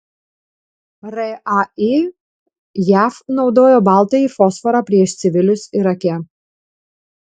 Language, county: Lithuanian, Panevėžys